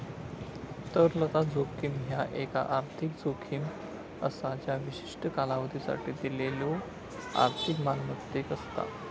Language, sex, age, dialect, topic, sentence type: Marathi, male, 25-30, Southern Konkan, banking, statement